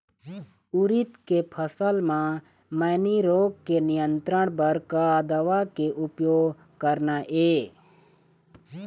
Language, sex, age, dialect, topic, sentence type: Chhattisgarhi, male, 36-40, Eastern, agriculture, question